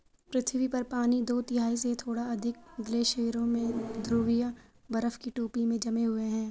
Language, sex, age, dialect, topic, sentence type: Hindi, female, 41-45, Garhwali, agriculture, statement